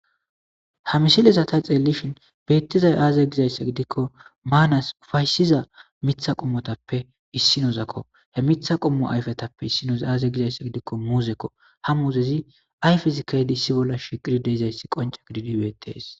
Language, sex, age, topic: Gamo, male, 18-24, agriculture